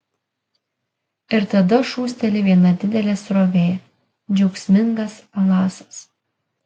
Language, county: Lithuanian, Kaunas